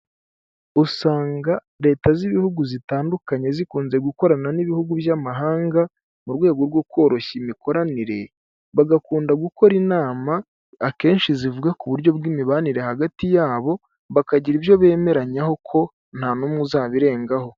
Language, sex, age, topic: Kinyarwanda, male, 25-35, government